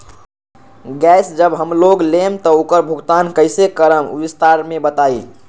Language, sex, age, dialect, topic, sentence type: Magahi, male, 56-60, Western, banking, question